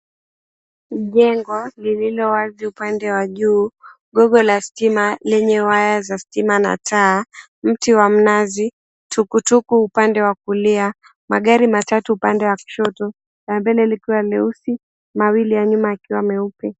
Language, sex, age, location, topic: Swahili, female, 18-24, Mombasa, government